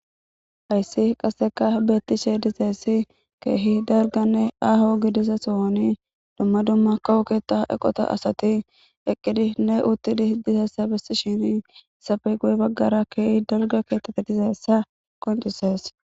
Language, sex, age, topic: Gamo, female, 18-24, government